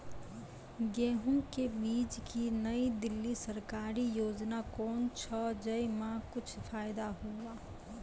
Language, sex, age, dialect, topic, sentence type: Maithili, female, 25-30, Angika, agriculture, question